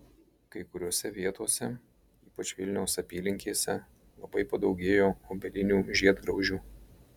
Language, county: Lithuanian, Marijampolė